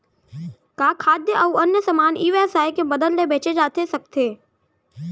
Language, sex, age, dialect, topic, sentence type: Chhattisgarhi, male, 46-50, Central, agriculture, question